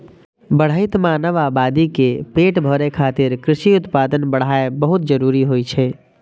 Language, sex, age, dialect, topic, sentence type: Maithili, male, 25-30, Eastern / Thethi, agriculture, statement